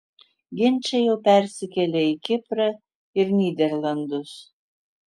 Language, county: Lithuanian, Utena